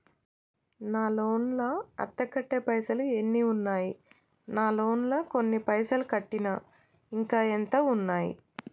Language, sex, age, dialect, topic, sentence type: Telugu, female, 25-30, Telangana, banking, question